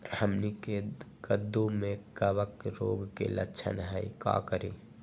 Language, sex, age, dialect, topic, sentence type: Magahi, male, 18-24, Western, agriculture, question